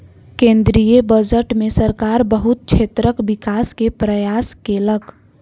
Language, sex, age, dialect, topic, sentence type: Maithili, female, 60-100, Southern/Standard, banking, statement